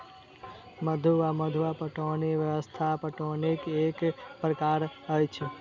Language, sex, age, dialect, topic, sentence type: Maithili, male, 18-24, Southern/Standard, agriculture, statement